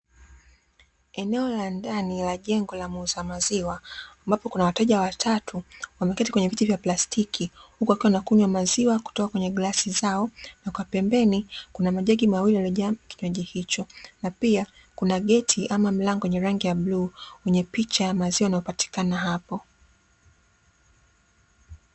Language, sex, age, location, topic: Swahili, female, 25-35, Dar es Salaam, finance